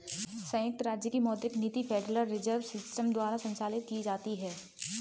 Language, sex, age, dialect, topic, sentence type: Hindi, female, 18-24, Kanauji Braj Bhasha, banking, statement